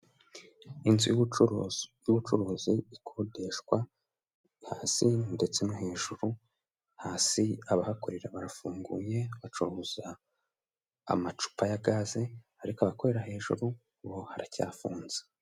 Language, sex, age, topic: Kinyarwanda, male, 18-24, government